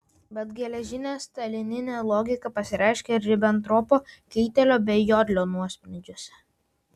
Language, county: Lithuanian, Vilnius